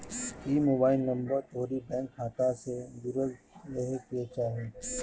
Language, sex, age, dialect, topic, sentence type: Bhojpuri, male, 31-35, Northern, banking, statement